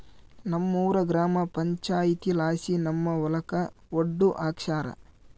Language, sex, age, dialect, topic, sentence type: Kannada, male, 25-30, Central, agriculture, statement